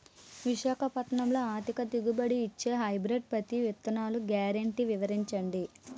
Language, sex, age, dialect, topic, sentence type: Telugu, female, 18-24, Utterandhra, agriculture, question